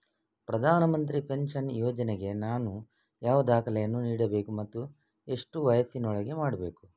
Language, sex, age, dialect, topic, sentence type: Kannada, male, 25-30, Coastal/Dakshin, banking, question